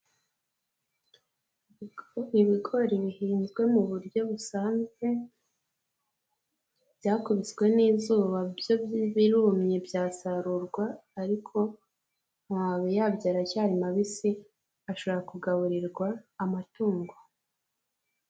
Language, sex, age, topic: Kinyarwanda, female, 18-24, agriculture